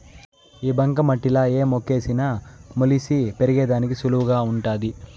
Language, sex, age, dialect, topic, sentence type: Telugu, male, 18-24, Southern, agriculture, statement